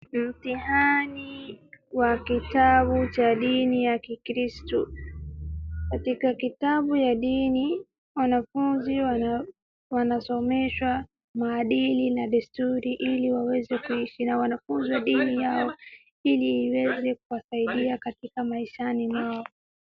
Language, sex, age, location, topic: Swahili, female, 18-24, Wajir, education